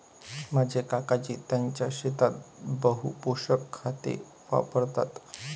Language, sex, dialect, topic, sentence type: Marathi, male, Varhadi, agriculture, statement